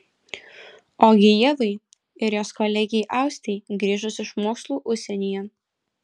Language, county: Lithuanian, Alytus